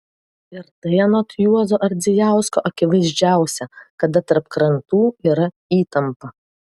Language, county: Lithuanian, Vilnius